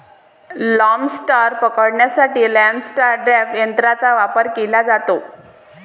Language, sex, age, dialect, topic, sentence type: Marathi, female, 18-24, Varhadi, agriculture, statement